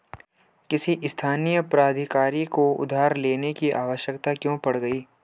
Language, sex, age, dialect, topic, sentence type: Hindi, male, 18-24, Hindustani Malvi Khadi Boli, banking, statement